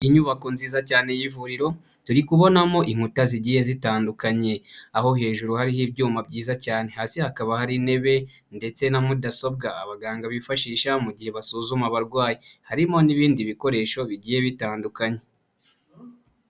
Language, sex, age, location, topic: Kinyarwanda, male, 25-35, Huye, health